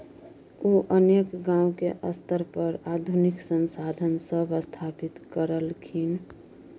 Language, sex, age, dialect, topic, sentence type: Maithili, female, 18-24, Bajjika, agriculture, statement